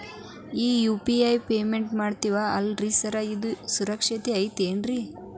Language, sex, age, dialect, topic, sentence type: Kannada, female, 18-24, Dharwad Kannada, banking, question